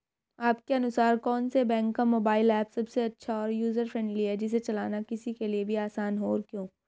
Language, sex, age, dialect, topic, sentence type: Hindi, female, 18-24, Hindustani Malvi Khadi Boli, banking, question